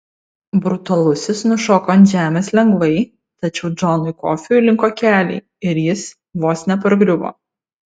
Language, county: Lithuanian, Vilnius